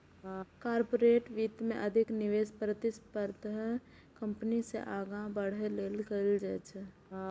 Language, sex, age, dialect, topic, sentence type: Maithili, female, 18-24, Eastern / Thethi, banking, statement